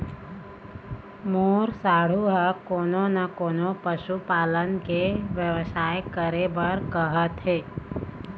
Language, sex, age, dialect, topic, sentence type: Chhattisgarhi, female, 31-35, Eastern, agriculture, statement